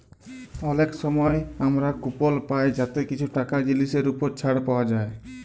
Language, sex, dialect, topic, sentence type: Bengali, male, Jharkhandi, banking, statement